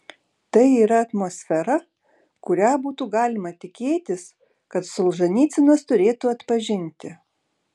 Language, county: Lithuanian, Šiauliai